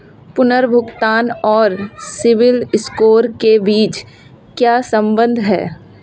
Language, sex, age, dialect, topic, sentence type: Hindi, female, 31-35, Marwari Dhudhari, banking, question